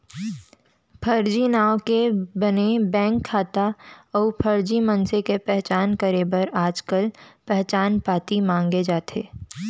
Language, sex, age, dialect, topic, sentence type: Chhattisgarhi, female, 18-24, Central, banking, statement